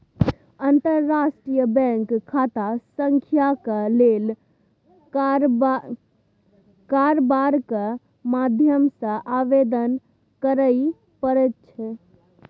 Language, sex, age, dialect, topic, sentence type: Maithili, female, 18-24, Bajjika, banking, statement